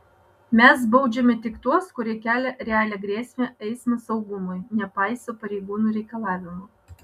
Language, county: Lithuanian, Vilnius